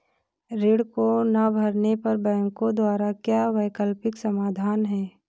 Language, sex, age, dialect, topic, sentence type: Hindi, female, 18-24, Awadhi Bundeli, banking, question